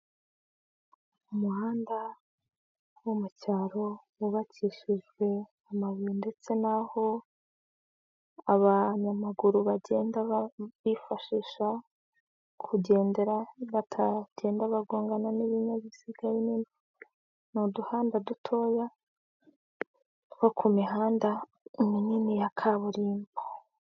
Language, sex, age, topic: Kinyarwanda, female, 25-35, government